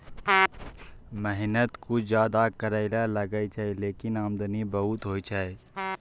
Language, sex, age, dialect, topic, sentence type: Maithili, male, 18-24, Angika, agriculture, statement